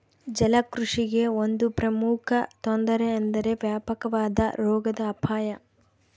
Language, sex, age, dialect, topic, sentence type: Kannada, female, 18-24, Central, agriculture, statement